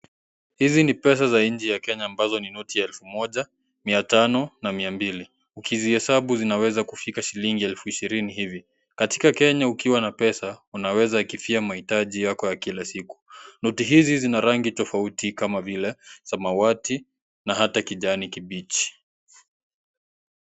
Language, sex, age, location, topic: Swahili, male, 18-24, Kisii, finance